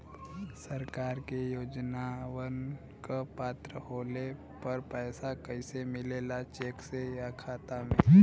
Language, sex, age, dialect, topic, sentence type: Bhojpuri, female, 18-24, Western, banking, question